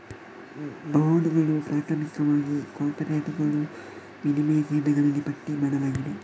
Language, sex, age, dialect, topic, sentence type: Kannada, male, 31-35, Coastal/Dakshin, banking, statement